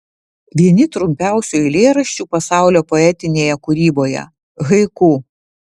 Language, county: Lithuanian, Vilnius